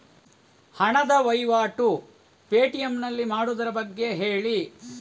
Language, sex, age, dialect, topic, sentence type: Kannada, male, 41-45, Coastal/Dakshin, banking, question